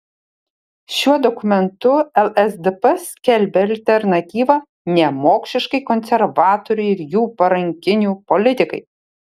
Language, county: Lithuanian, Šiauliai